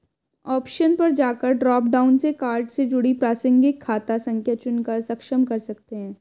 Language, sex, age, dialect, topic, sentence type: Hindi, female, 25-30, Hindustani Malvi Khadi Boli, banking, statement